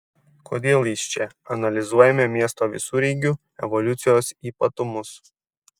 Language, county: Lithuanian, Šiauliai